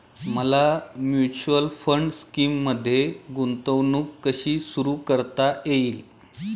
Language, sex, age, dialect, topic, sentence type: Marathi, male, 41-45, Standard Marathi, banking, question